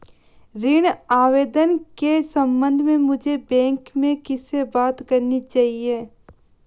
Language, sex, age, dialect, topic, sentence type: Hindi, female, 18-24, Marwari Dhudhari, banking, question